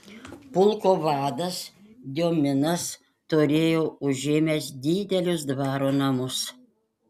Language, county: Lithuanian, Panevėžys